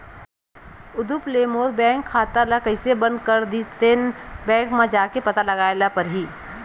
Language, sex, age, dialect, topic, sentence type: Chhattisgarhi, female, 36-40, Western/Budati/Khatahi, banking, statement